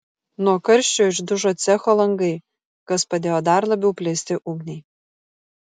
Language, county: Lithuanian, Kaunas